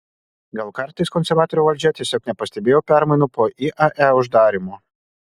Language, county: Lithuanian, Kaunas